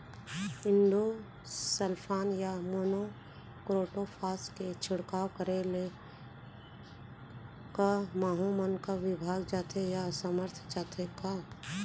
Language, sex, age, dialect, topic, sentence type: Chhattisgarhi, female, 41-45, Central, agriculture, question